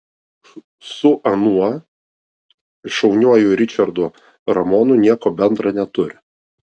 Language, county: Lithuanian, Vilnius